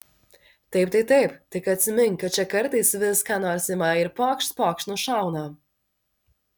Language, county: Lithuanian, Vilnius